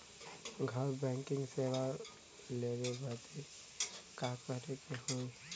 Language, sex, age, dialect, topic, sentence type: Bhojpuri, male, <18, Western, banking, question